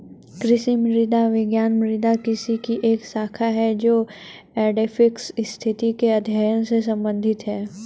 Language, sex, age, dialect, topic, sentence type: Hindi, female, 31-35, Hindustani Malvi Khadi Boli, agriculture, statement